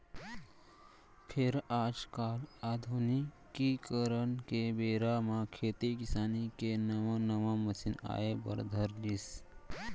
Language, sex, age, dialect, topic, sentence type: Chhattisgarhi, male, 56-60, Central, agriculture, statement